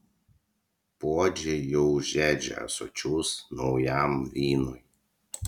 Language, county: Lithuanian, Utena